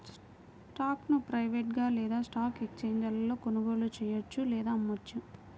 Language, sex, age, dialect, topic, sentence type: Telugu, female, 18-24, Central/Coastal, banking, statement